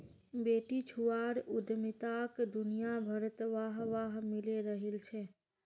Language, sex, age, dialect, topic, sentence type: Magahi, female, 18-24, Northeastern/Surjapuri, banking, statement